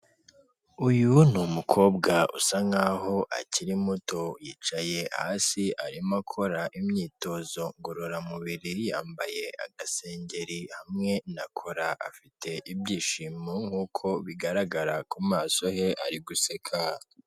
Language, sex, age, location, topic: Kinyarwanda, male, 18-24, Kigali, health